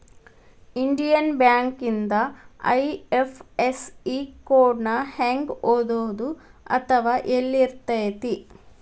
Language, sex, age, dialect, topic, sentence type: Kannada, female, 36-40, Dharwad Kannada, banking, statement